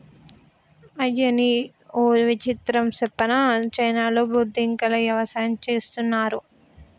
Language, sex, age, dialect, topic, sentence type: Telugu, female, 18-24, Telangana, agriculture, statement